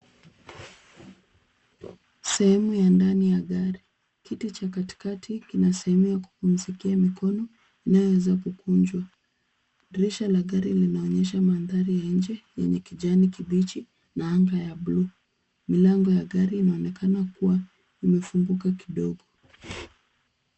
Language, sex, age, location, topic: Swahili, female, 25-35, Nairobi, finance